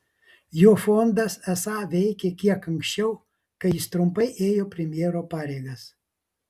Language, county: Lithuanian, Vilnius